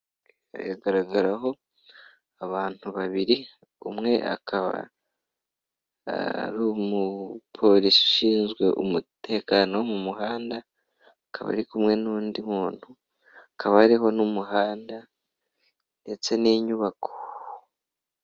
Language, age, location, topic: Kinyarwanda, 18-24, Kigali, government